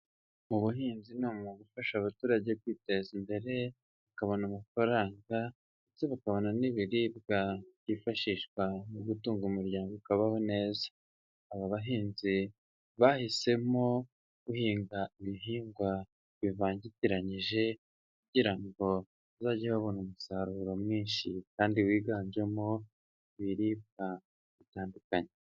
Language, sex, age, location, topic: Kinyarwanda, male, 25-35, Huye, agriculture